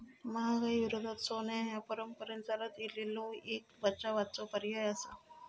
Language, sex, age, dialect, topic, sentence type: Marathi, female, 36-40, Southern Konkan, banking, statement